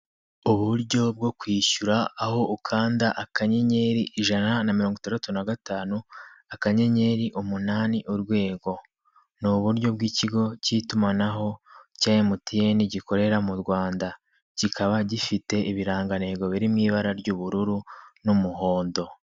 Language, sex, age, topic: Kinyarwanda, male, 25-35, finance